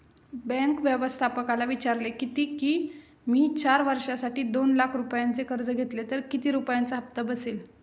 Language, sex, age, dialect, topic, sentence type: Marathi, female, 18-24, Standard Marathi, banking, statement